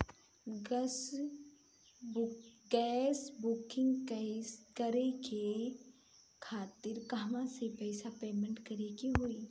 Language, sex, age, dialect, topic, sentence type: Bhojpuri, female, 31-35, Southern / Standard, banking, question